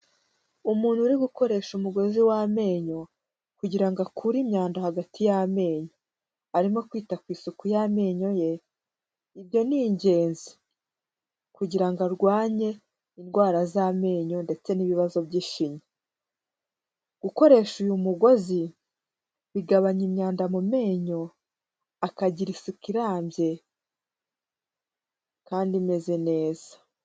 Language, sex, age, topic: Kinyarwanda, female, 18-24, health